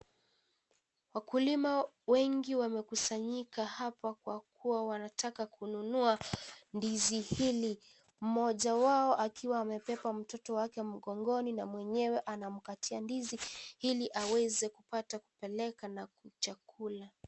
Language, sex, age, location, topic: Swahili, female, 18-24, Kisii, agriculture